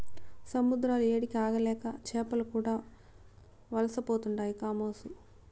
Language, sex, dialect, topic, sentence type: Telugu, female, Southern, agriculture, statement